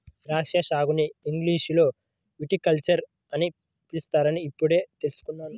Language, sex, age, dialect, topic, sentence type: Telugu, male, 25-30, Central/Coastal, agriculture, statement